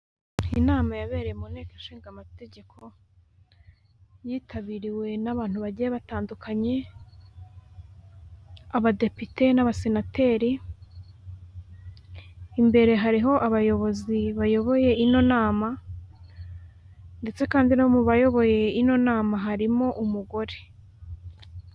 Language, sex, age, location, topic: Kinyarwanda, female, 18-24, Huye, government